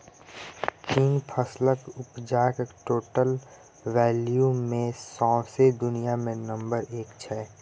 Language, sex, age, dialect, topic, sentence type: Maithili, female, 60-100, Bajjika, agriculture, statement